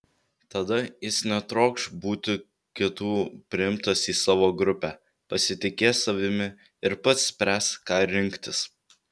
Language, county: Lithuanian, Vilnius